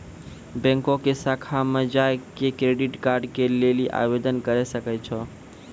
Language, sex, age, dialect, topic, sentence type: Maithili, male, 41-45, Angika, banking, statement